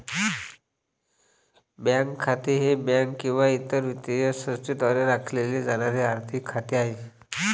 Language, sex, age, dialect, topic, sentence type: Marathi, male, 25-30, Varhadi, banking, statement